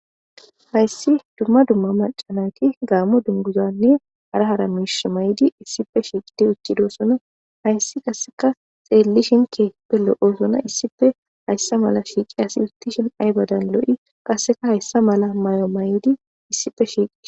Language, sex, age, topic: Gamo, female, 18-24, government